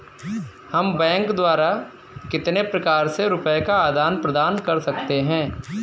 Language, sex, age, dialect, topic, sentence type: Hindi, male, 25-30, Kanauji Braj Bhasha, banking, question